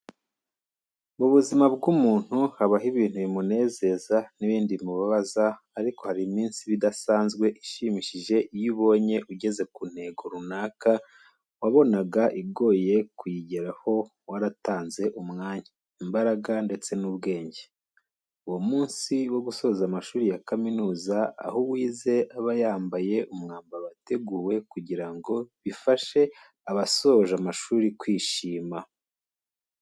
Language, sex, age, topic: Kinyarwanda, male, 25-35, education